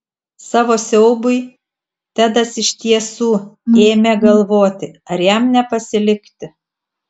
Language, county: Lithuanian, Telšiai